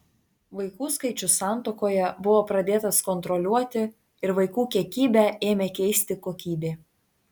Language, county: Lithuanian, Tauragė